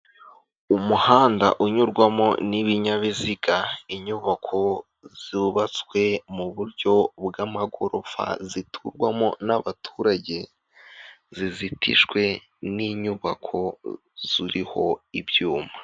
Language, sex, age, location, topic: Kinyarwanda, male, 18-24, Kigali, government